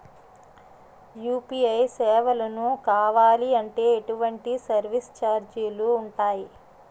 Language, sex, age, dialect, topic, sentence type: Telugu, female, 31-35, Utterandhra, banking, question